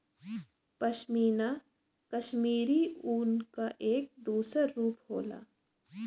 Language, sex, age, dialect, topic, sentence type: Bhojpuri, female, 18-24, Western, agriculture, statement